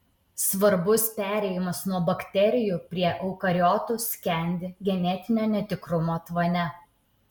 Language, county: Lithuanian, Utena